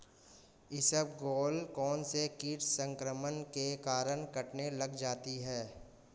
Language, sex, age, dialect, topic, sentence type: Hindi, male, 25-30, Marwari Dhudhari, agriculture, question